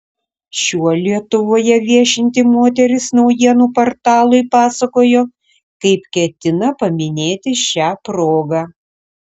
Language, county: Lithuanian, Šiauliai